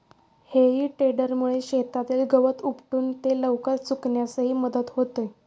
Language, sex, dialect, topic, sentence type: Marathi, female, Standard Marathi, agriculture, statement